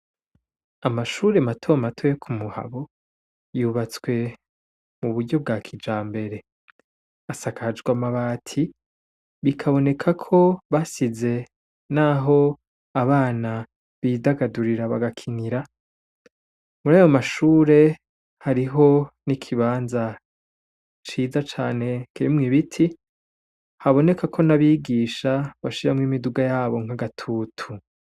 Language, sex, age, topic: Rundi, male, 25-35, education